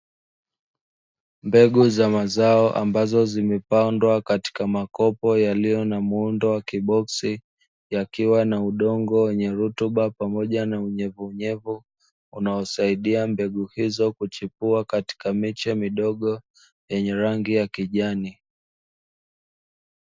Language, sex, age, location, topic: Swahili, male, 25-35, Dar es Salaam, agriculture